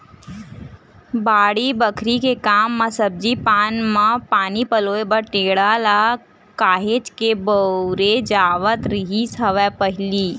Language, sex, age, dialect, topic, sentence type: Chhattisgarhi, female, 18-24, Western/Budati/Khatahi, agriculture, statement